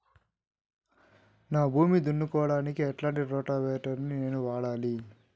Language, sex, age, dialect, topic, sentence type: Telugu, male, 36-40, Southern, agriculture, question